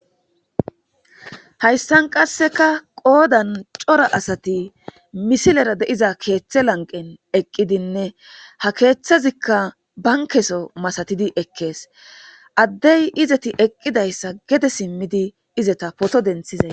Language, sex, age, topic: Gamo, female, 25-35, government